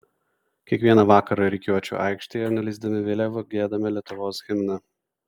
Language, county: Lithuanian, Vilnius